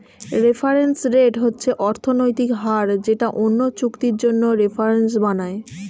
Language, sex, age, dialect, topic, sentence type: Bengali, female, 25-30, Standard Colloquial, banking, statement